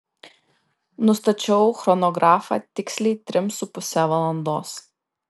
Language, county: Lithuanian, Kaunas